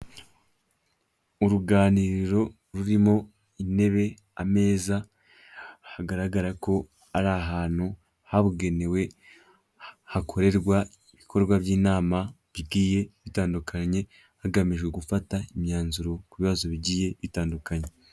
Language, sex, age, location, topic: Kinyarwanda, male, 18-24, Kigali, health